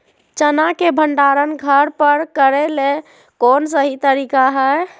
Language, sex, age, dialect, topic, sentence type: Magahi, female, 51-55, Southern, agriculture, question